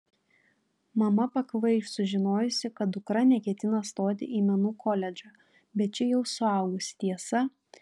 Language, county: Lithuanian, Panevėžys